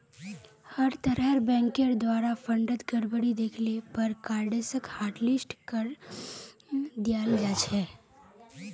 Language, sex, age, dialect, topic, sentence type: Magahi, female, 18-24, Northeastern/Surjapuri, banking, statement